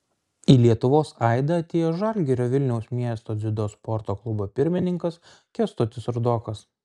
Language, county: Lithuanian, Kaunas